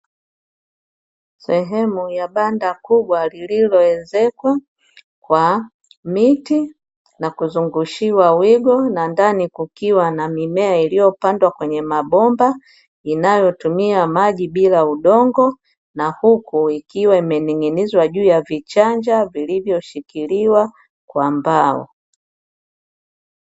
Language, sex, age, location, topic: Swahili, female, 50+, Dar es Salaam, agriculture